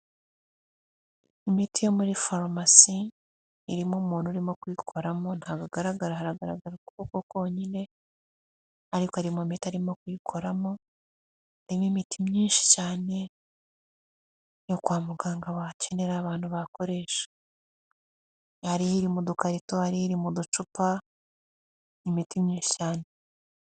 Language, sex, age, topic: Kinyarwanda, female, 18-24, health